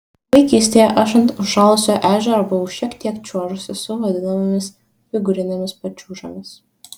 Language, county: Lithuanian, Šiauliai